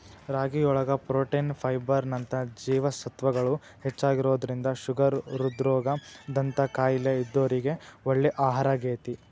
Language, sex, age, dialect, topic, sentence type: Kannada, male, 18-24, Dharwad Kannada, agriculture, statement